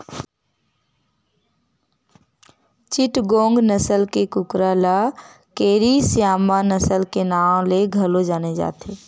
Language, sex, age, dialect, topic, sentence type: Chhattisgarhi, female, 18-24, Western/Budati/Khatahi, agriculture, statement